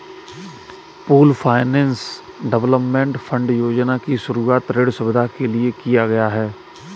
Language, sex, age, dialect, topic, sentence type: Hindi, male, 18-24, Kanauji Braj Bhasha, banking, statement